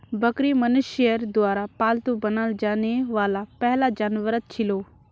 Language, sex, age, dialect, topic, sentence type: Magahi, female, 18-24, Northeastern/Surjapuri, agriculture, statement